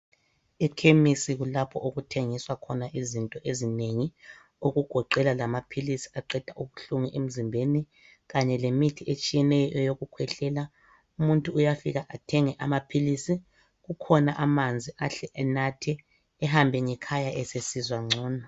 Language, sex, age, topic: North Ndebele, female, 25-35, health